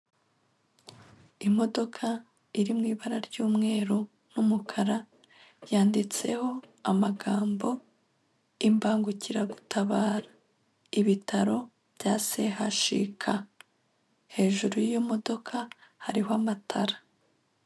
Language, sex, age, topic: Kinyarwanda, female, 25-35, government